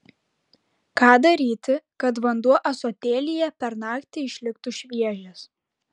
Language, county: Lithuanian, Klaipėda